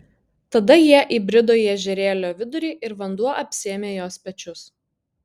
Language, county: Lithuanian, Kaunas